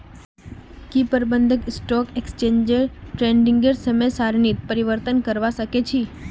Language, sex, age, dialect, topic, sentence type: Magahi, female, 25-30, Northeastern/Surjapuri, banking, statement